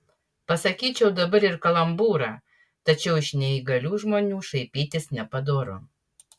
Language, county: Lithuanian, Utena